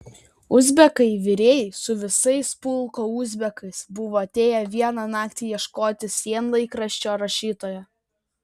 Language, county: Lithuanian, Vilnius